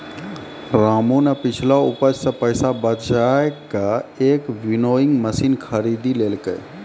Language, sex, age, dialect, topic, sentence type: Maithili, male, 31-35, Angika, agriculture, statement